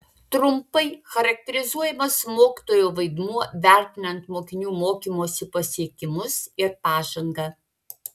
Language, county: Lithuanian, Vilnius